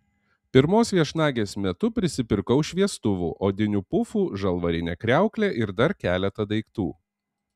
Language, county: Lithuanian, Panevėžys